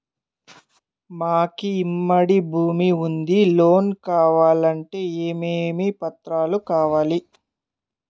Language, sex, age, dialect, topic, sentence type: Telugu, male, 18-24, Southern, banking, question